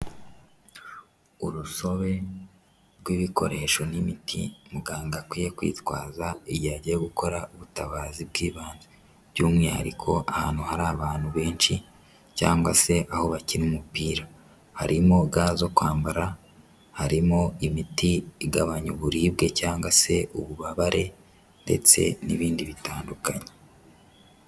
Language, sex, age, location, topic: Kinyarwanda, female, 18-24, Huye, health